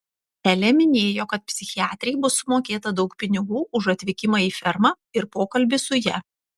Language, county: Lithuanian, Panevėžys